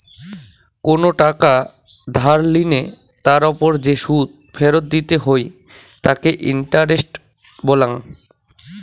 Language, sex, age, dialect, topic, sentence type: Bengali, male, 18-24, Rajbangshi, banking, statement